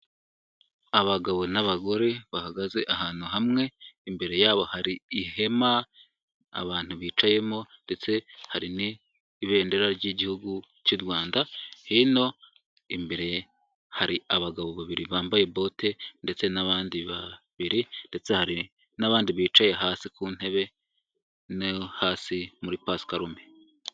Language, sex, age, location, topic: Kinyarwanda, male, 18-24, Kigali, health